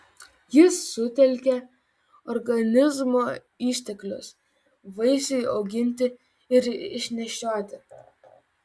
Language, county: Lithuanian, Vilnius